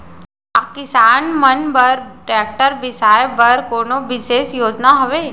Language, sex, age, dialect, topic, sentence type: Chhattisgarhi, female, 25-30, Central, agriculture, statement